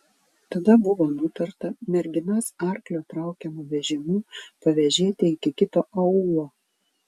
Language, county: Lithuanian, Vilnius